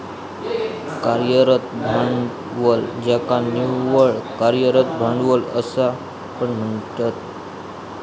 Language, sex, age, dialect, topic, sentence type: Marathi, male, 25-30, Southern Konkan, banking, statement